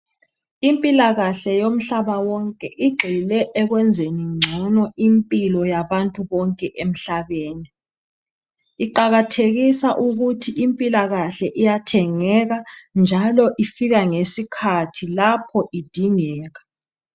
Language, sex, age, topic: North Ndebele, female, 25-35, health